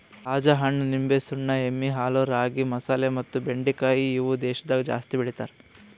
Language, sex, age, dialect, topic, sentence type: Kannada, male, 18-24, Northeastern, agriculture, statement